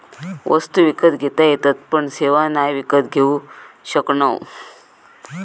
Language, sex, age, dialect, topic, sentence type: Marathi, female, 41-45, Southern Konkan, banking, statement